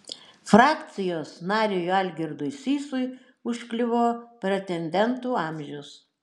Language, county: Lithuanian, Šiauliai